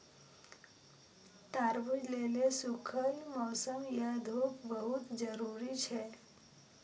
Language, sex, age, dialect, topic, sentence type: Maithili, female, 18-24, Eastern / Thethi, agriculture, statement